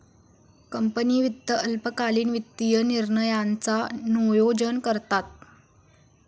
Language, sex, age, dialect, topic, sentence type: Marathi, female, 18-24, Southern Konkan, banking, statement